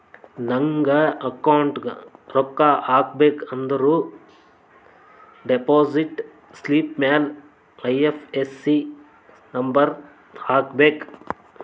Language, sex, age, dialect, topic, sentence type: Kannada, male, 31-35, Northeastern, banking, statement